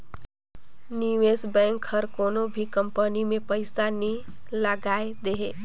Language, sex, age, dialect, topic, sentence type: Chhattisgarhi, female, 18-24, Northern/Bhandar, banking, statement